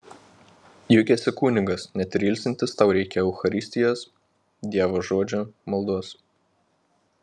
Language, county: Lithuanian, Panevėžys